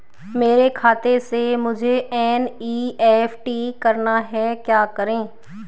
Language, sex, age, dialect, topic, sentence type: Hindi, male, 25-30, Hindustani Malvi Khadi Boli, banking, question